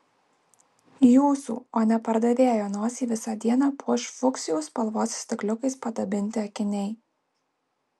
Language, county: Lithuanian, Alytus